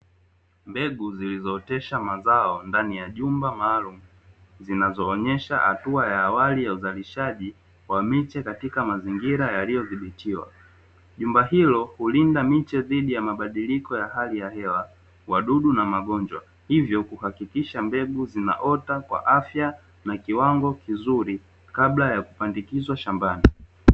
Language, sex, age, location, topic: Swahili, male, 25-35, Dar es Salaam, agriculture